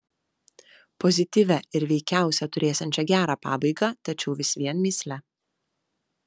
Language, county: Lithuanian, Vilnius